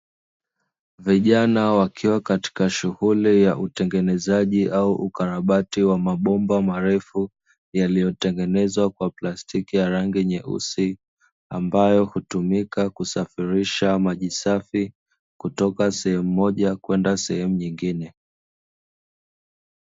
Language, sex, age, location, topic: Swahili, male, 25-35, Dar es Salaam, government